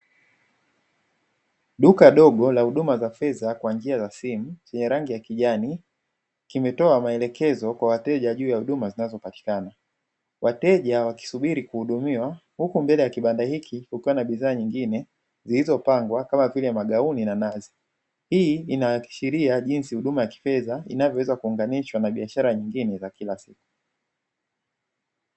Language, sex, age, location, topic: Swahili, male, 25-35, Dar es Salaam, finance